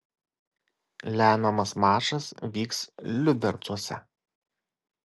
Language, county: Lithuanian, Kaunas